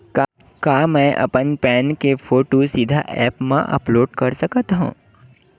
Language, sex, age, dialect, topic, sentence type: Chhattisgarhi, male, 18-24, Western/Budati/Khatahi, banking, question